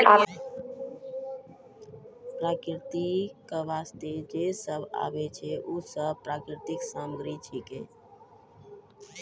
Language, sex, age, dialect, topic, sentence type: Maithili, female, 36-40, Angika, agriculture, statement